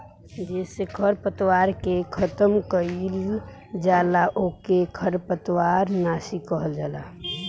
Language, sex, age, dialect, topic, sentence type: Bhojpuri, male, 18-24, Northern, agriculture, statement